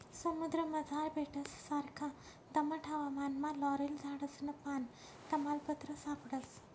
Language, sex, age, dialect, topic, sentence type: Marathi, male, 18-24, Northern Konkan, agriculture, statement